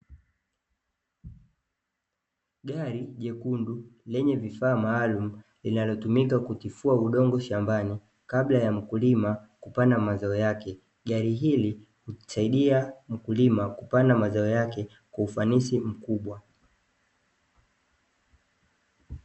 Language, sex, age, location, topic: Swahili, male, 18-24, Dar es Salaam, agriculture